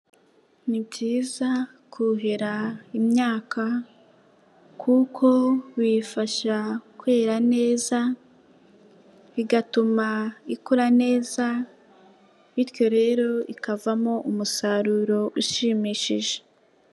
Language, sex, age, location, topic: Kinyarwanda, female, 18-24, Nyagatare, agriculture